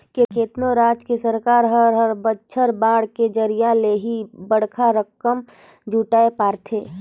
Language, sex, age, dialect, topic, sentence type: Chhattisgarhi, female, 25-30, Northern/Bhandar, banking, statement